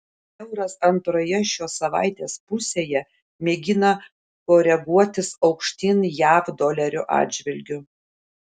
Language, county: Lithuanian, Šiauliai